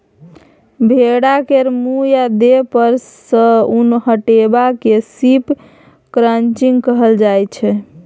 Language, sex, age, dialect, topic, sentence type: Maithili, male, 25-30, Bajjika, agriculture, statement